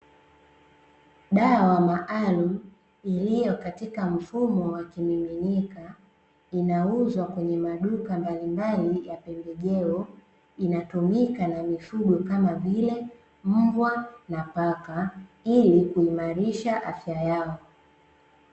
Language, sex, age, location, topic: Swahili, female, 25-35, Dar es Salaam, agriculture